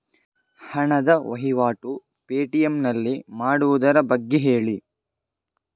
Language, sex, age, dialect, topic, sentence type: Kannada, male, 51-55, Coastal/Dakshin, banking, question